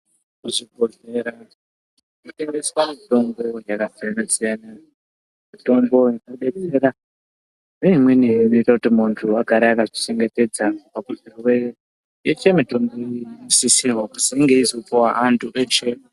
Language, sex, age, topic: Ndau, male, 50+, health